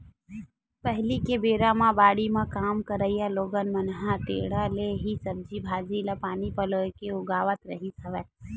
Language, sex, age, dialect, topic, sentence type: Chhattisgarhi, female, 18-24, Western/Budati/Khatahi, agriculture, statement